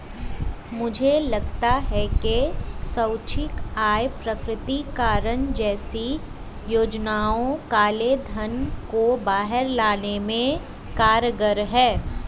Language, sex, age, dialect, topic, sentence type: Hindi, female, 25-30, Hindustani Malvi Khadi Boli, banking, statement